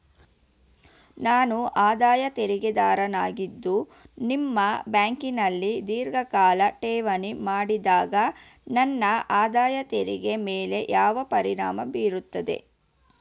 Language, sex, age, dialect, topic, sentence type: Kannada, female, 25-30, Mysore Kannada, banking, question